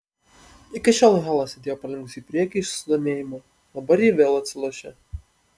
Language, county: Lithuanian, Panevėžys